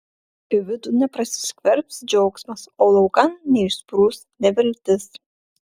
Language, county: Lithuanian, Klaipėda